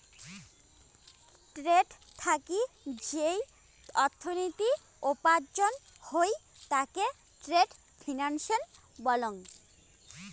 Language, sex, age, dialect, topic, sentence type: Bengali, female, 25-30, Rajbangshi, banking, statement